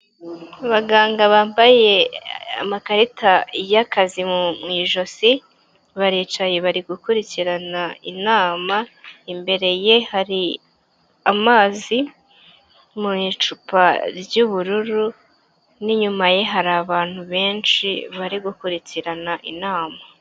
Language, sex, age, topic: Kinyarwanda, female, 25-35, health